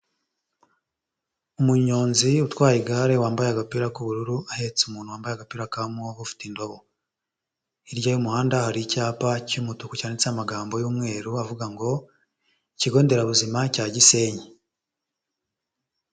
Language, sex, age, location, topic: Kinyarwanda, female, 25-35, Huye, health